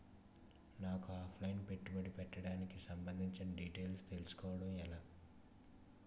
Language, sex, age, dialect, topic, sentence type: Telugu, male, 18-24, Utterandhra, banking, question